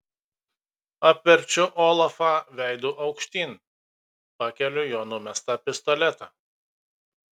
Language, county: Lithuanian, Kaunas